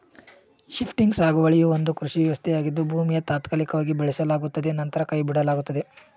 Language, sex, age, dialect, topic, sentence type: Kannada, male, 18-24, Mysore Kannada, agriculture, statement